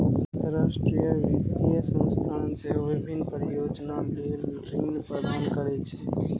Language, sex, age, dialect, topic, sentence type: Maithili, male, 18-24, Eastern / Thethi, banking, statement